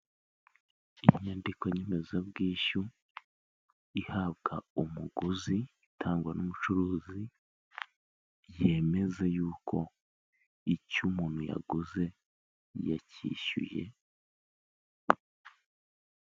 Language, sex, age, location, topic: Kinyarwanda, male, 18-24, Kigali, finance